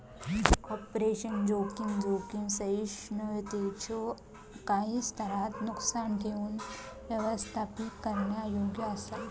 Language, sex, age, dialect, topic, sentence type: Marathi, female, 18-24, Southern Konkan, banking, statement